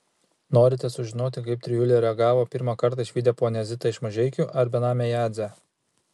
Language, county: Lithuanian, Kaunas